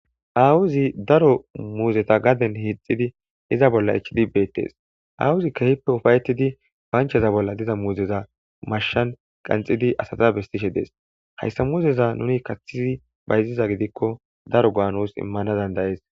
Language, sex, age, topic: Gamo, male, 25-35, agriculture